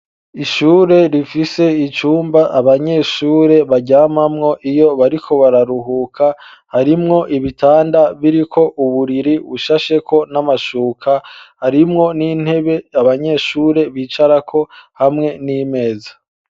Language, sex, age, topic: Rundi, male, 25-35, education